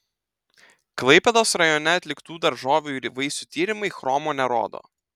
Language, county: Lithuanian, Telšiai